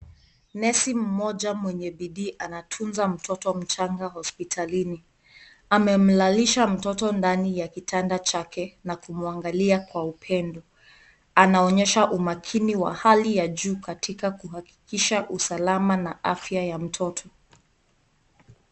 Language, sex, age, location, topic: Swahili, female, 18-24, Kisii, health